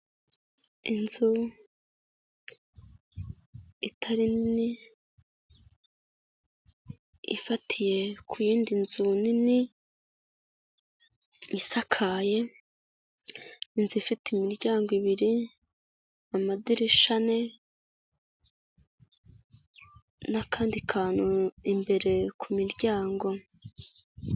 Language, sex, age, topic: Kinyarwanda, female, 25-35, health